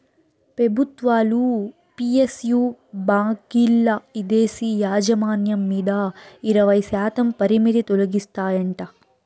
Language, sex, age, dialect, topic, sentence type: Telugu, female, 56-60, Southern, banking, statement